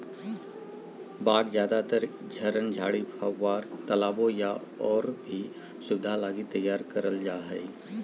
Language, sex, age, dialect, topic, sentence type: Magahi, male, 36-40, Southern, agriculture, statement